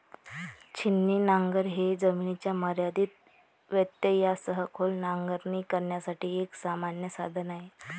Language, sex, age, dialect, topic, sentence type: Marathi, female, 25-30, Varhadi, agriculture, statement